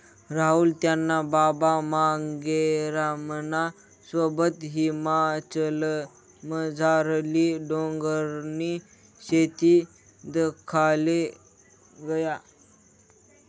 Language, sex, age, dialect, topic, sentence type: Marathi, male, 18-24, Northern Konkan, agriculture, statement